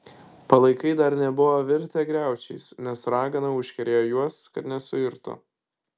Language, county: Lithuanian, Kaunas